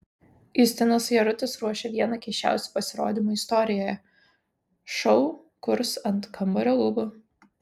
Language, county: Lithuanian, Vilnius